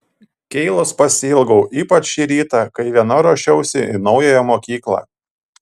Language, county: Lithuanian, Panevėžys